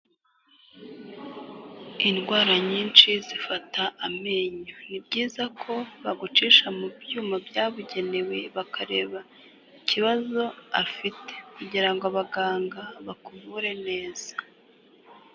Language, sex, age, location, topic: Kinyarwanda, female, 18-24, Kigali, health